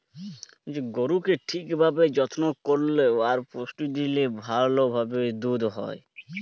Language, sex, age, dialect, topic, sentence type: Bengali, male, 18-24, Jharkhandi, agriculture, statement